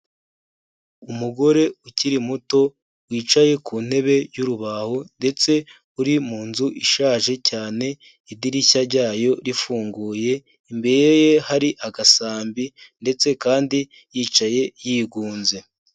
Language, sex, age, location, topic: Kinyarwanda, male, 18-24, Kigali, health